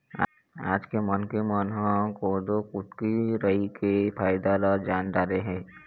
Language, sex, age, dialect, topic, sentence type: Chhattisgarhi, male, 18-24, Eastern, agriculture, statement